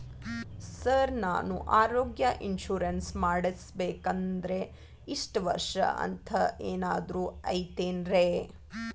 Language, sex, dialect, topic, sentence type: Kannada, female, Dharwad Kannada, banking, question